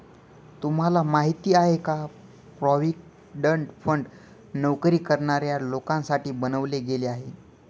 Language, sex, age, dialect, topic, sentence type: Marathi, male, 18-24, Northern Konkan, banking, statement